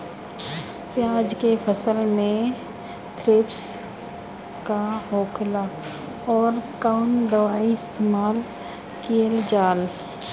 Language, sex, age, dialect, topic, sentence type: Bhojpuri, female, 31-35, Northern, agriculture, question